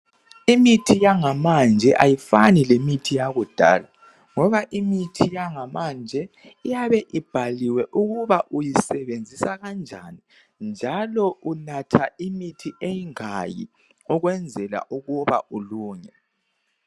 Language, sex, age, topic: North Ndebele, male, 18-24, health